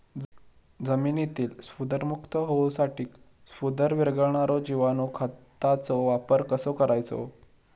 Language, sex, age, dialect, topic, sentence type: Marathi, male, 18-24, Southern Konkan, agriculture, question